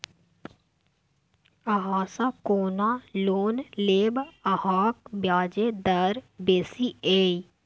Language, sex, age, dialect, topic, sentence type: Maithili, female, 18-24, Bajjika, banking, statement